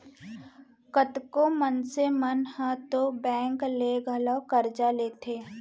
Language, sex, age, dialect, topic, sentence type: Chhattisgarhi, female, 60-100, Central, banking, statement